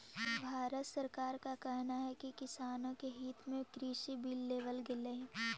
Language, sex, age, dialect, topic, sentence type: Magahi, female, 18-24, Central/Standard, agriculture, statement